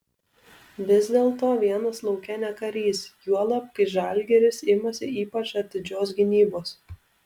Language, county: Lithuanian, Alytus